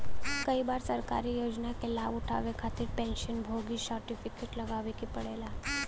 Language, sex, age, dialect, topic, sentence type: Bhojpuri, female, 18-24, Western, banking, statement